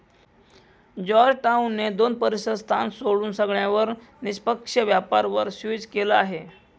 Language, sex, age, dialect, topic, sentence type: Marathi, male, 25-30, Northern Konkan, banking, statement